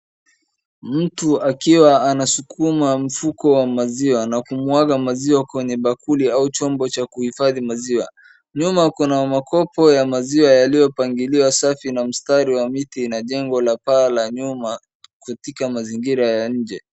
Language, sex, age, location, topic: Swahili, male, 25-35, Wajir, agriculture